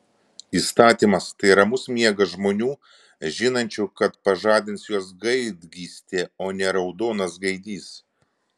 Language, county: Lithuanian, Vilnius